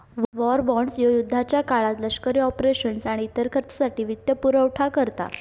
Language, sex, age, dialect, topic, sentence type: Marathi, female, 18-24, Southern Konkan, banking, statement